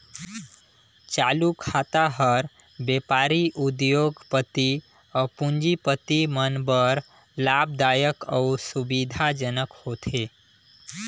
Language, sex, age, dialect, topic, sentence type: Chhattisgarhi, male, 25-30, Northern/Bhandar, banking, statement